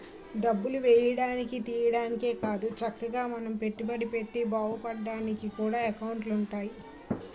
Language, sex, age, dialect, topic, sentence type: Telugu, female, 18-24, Utterandhra, banking, statement